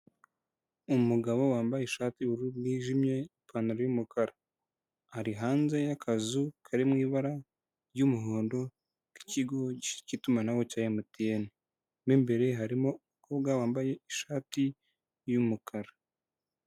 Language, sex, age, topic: Kinyarwanda, male, 18-24, finance